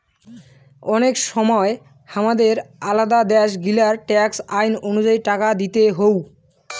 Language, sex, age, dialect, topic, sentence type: Bengali, male, 18-24, Rajbangshi, banking, statement